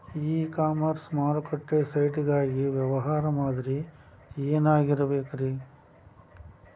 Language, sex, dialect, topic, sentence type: Kannada, male, Dharwad Kannada, agriculture, question